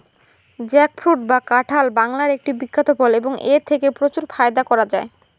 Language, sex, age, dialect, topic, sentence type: Bengali, female, 18-24, Rajbangshi, agriculture, question